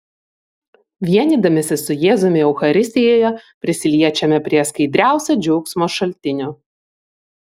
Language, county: Lithuanian, Vilnius